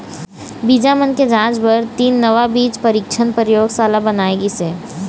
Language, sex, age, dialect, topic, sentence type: Chhattisgarhi, female, 18-24, Eastern, agriculture, statement